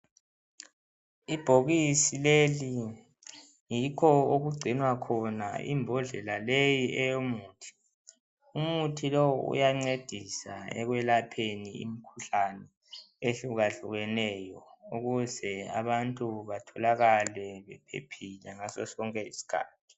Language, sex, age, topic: North Ndebele, male, 18-24, health